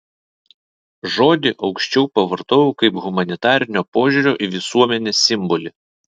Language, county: Lithuanian, Vilnius